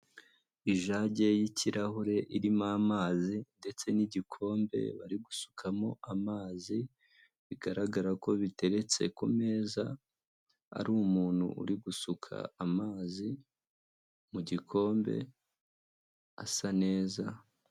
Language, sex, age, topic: Kinyarwanda, male, 25-35, health